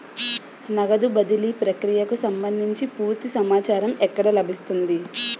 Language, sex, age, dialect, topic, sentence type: Telugu, female, 18-24, Utterandhra, banking, question